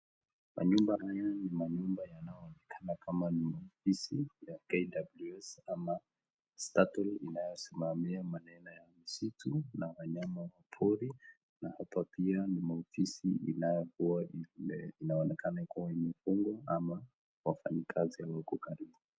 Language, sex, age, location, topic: Swahili, male, 25-35, Nakuru, education